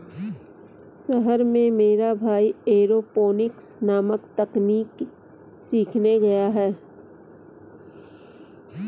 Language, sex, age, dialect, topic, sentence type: Hindi, female, 25-30, Kanauji Braj Bhasha, agriculture, statement